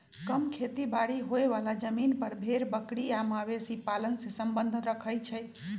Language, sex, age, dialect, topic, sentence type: Magahi, male, 18-24, Western, agriculture, statement